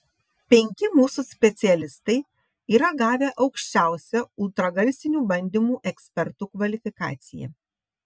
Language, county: Lithuanian, Šiauliai